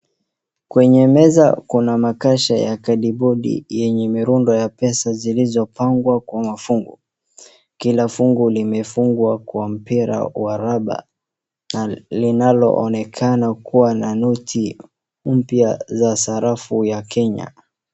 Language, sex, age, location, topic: Swahili, male, 36-49, Wajir, government